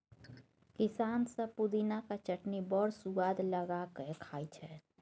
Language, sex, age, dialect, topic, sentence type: Maithili, female, 25-30, Bajjika, agriculture, statement